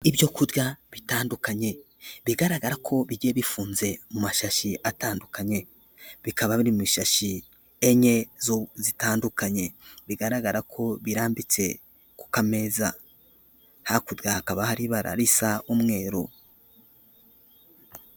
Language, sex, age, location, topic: Kinyarwanda, male, 18-24, Kigali, finance